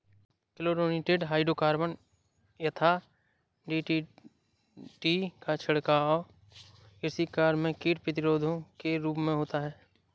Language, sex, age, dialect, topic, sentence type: Hindi, male, 18-24, Awadhi Bundeli, agriculture, statement